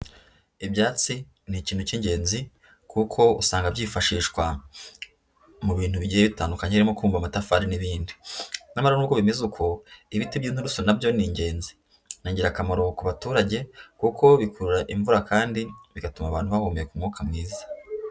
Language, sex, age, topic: Kinyarwanda, female, 18-24, agriculture